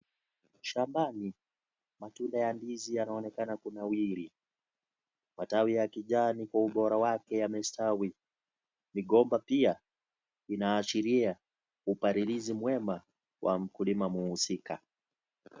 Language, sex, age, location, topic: Swahili, male, 18-24, Kisii, agriculture